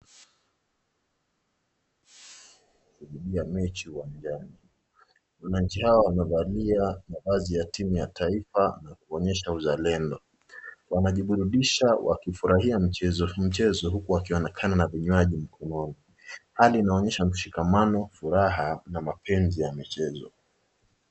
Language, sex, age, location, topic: Swahili, male, 25-35, Nakuru, government